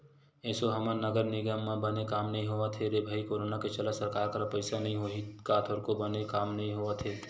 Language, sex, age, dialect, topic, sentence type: Chhattisgarhi, male, 18-24, Western/Budati/Khatahi, banking, statement